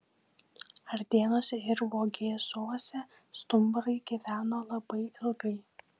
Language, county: Lithuanian, Šiauliai